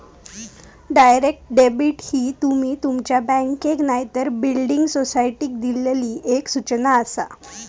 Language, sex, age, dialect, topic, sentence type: Marathi, female, 18-24, Southern Konkan, banking, statement